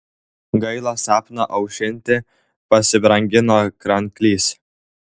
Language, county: Lithuanian, Klaipėda